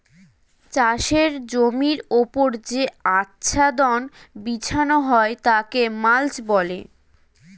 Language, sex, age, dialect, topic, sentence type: Bengali, female, 25-30, Standard Colloquial, agriculture, statement